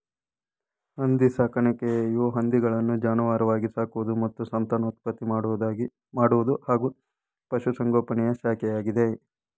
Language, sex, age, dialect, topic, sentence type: Kannada, male, 25-30, Mysore Kannada, agriculture, statement